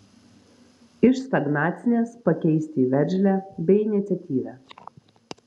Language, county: Lithuanian, Vilnius